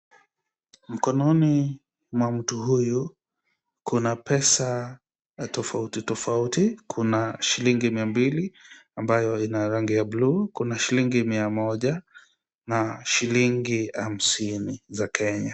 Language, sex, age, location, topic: Swahili, male, 25-35, Kisumu, finance